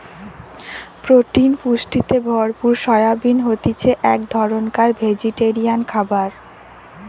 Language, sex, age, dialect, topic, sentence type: Bengali, female, 18-24, Western, agriculture, statement